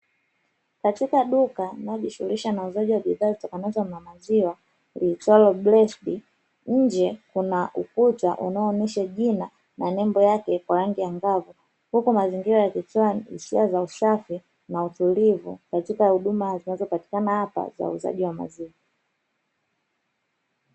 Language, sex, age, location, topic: Swahili, female, 18-24, Dar es Salaam, finance